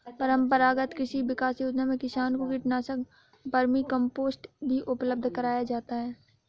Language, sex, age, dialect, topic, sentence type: Hindi, female, 56-60, Awadhi Bundeli, agriculture, statement